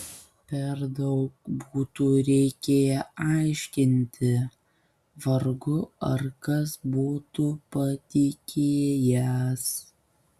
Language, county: Lithuanian, Kaunas